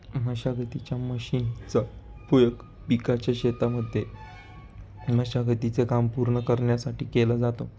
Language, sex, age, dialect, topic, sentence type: Marathi, male, 25-30, Northern Konkan, agriculture, statement